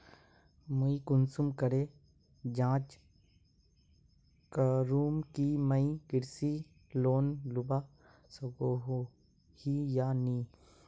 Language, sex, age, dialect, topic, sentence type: Magahi, male, 18-24, Northeastern/Surjapuri, banking, question